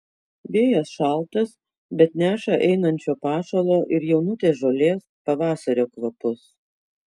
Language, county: Lithuanian, Kaunas